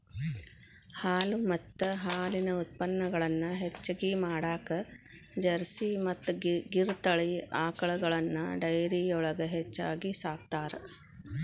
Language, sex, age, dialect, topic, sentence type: Kannada, female, 41-45, Dharwad Kannada, agriculture, statement